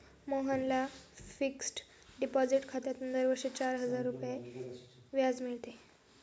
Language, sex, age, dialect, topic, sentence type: Marathi, female, 18-24, Standard Marathi, banking, statement